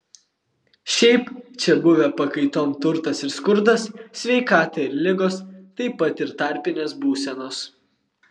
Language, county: Lithuanian, Vilnius